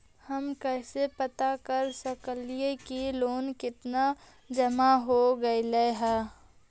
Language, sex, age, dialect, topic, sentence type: Magahi, male, 18-24, Central/Standard, banking, question